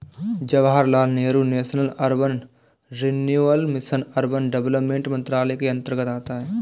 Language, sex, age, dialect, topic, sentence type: Hindi, male, 18-24, Awadhi Bundeli, banking, statement